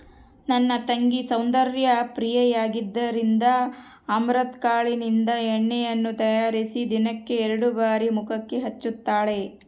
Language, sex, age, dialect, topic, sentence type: Kannada, female, 60-100, Central, agriculture, statement